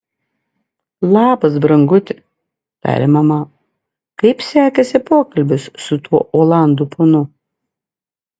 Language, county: Lithuanian, Klaipėda